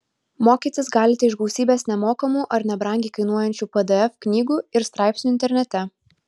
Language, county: Lithuanian, Vilnius